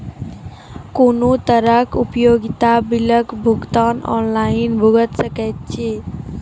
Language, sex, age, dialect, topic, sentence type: Maithili, female, 51-55, Angika, banking, question